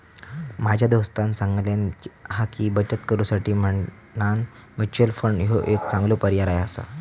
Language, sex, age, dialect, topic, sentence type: Marathi, male, 18-24, Southern Konkan, banking, statement